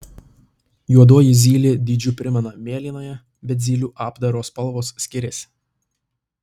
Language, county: Lithuanian, Tauragė